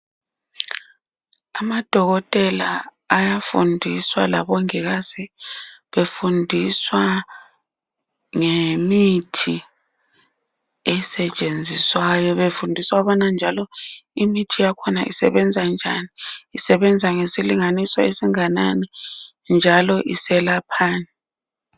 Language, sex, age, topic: North Ndebele, female, 36-49, health